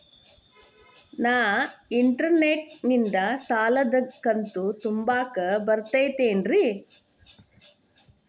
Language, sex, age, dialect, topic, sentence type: Kannada, female, 18-24, Dharwad Kannada, banking, question